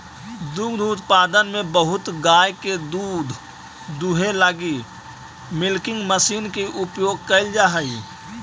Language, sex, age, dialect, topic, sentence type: Magahi, male, 25-30, Central/Standard, banking, statement